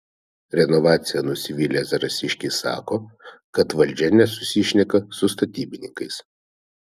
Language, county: Lithuanian, Vilnius